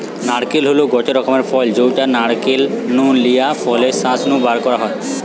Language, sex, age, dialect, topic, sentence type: Bengali, male, 18-24, Western, agriculture, statement